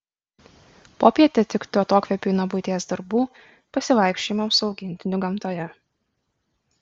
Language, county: Lithuanian, Kaunas